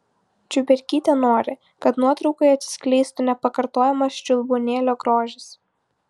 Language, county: Lithuanian, Utena